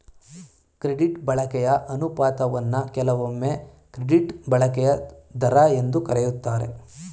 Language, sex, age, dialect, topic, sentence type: Kannada, male, 18-24, Mysore Kannada, banking, statement